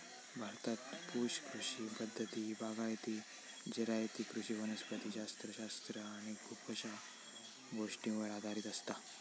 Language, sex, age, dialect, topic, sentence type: Marathi, male, 18-24, Southern Konkan, agriculture, statement